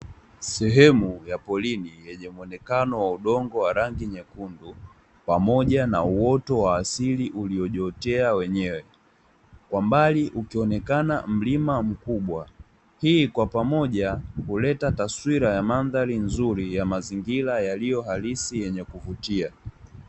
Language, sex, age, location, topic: Swahili, male, 18-24, Dar es Salaam, agriculture